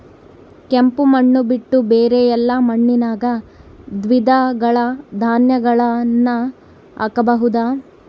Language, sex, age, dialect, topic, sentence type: Kannada, female, 18-24, Central, agriculture, question